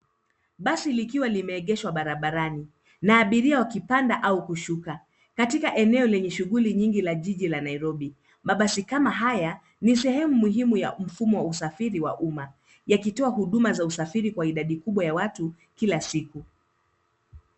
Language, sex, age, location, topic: Swahili, female, 25-35, Nairobi, government